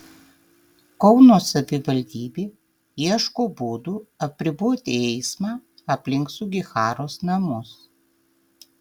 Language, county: Lithuanian, Tauragė